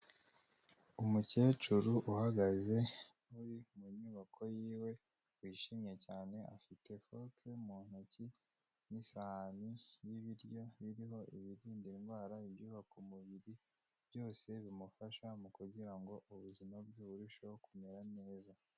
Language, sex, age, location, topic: Kinyarwanda, male, 25-35, Kigali, health